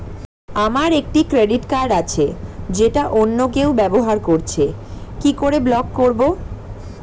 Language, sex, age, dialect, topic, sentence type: Bengali, female, 18-24, Standard Colloquial, banking, question